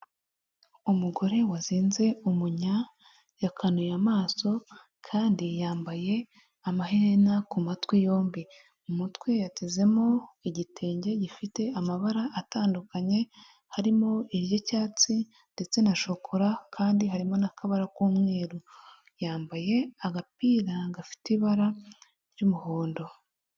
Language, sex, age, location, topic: Kinyarwanda, female, 25-35, Huye, health